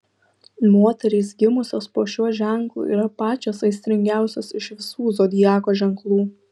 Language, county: Lithuanian, Kaunas